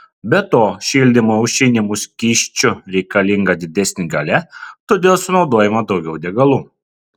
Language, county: Lithuanian, Kaunas